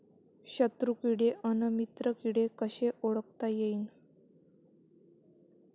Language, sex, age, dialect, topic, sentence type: Marathi, female, 18-24, Varhadi, agriculture, question